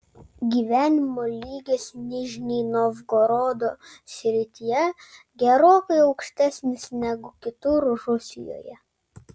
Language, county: Lithuanian, Vilnius